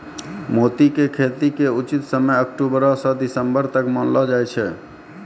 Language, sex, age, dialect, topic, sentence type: Maithili, male, 31-35, Angika, agriculture, statement